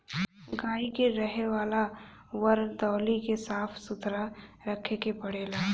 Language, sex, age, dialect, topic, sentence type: Bhojpuri, female, 18-24, Northern, agriculture, statement